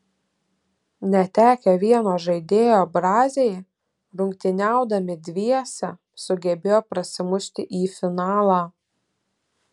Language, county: Lithuanian, Telšiai